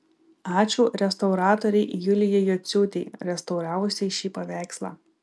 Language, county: Lithuanian, Vilnius